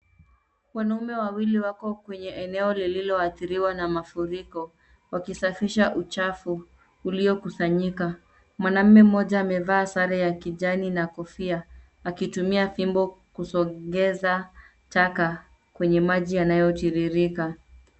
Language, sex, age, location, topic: Swahili, female, 18-24, Nairobi, government